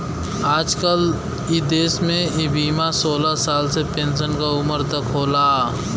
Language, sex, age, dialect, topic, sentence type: Bhojpuri, male, 25-30, Western, banking, statement